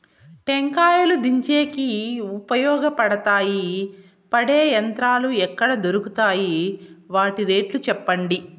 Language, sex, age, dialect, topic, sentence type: Telugu, female, 36-40, Southern, agriculture, question